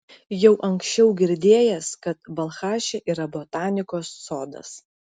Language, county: Lithuanian, Klaipėda